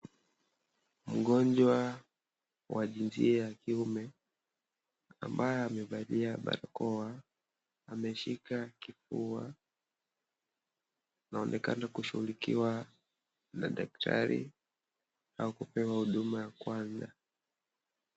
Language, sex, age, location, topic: Swahili, male, 25-35, Kisii, health